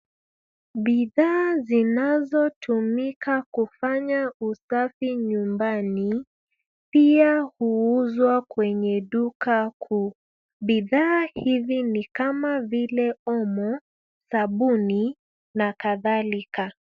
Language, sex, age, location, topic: Swahili, female, 25-35, Nairobi, finance